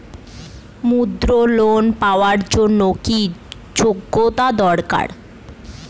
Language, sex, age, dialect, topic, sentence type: Bengali, female, 31-35, Standard Colloquial, banking, question